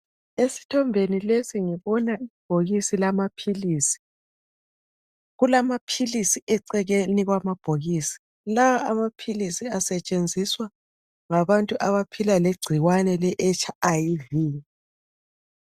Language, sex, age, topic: North Ndebele, female, 36-49, health